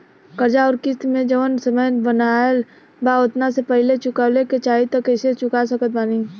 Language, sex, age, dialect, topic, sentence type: Bhojpuri, female, 18-24, Southern / Standard, banking, question